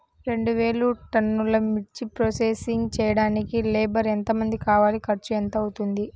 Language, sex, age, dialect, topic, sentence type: Telugu, female, 18-24, Central/Coastal, agriculture, question